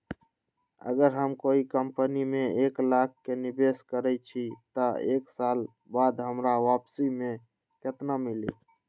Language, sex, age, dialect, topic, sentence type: Magahi, male, 18-24, Western, banking, question